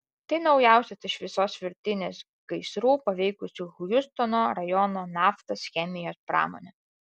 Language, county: Lithuanian, Alytus